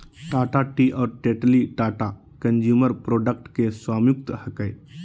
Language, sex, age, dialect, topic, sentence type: Magahi, male, 18-24, Southern, agriculture, statement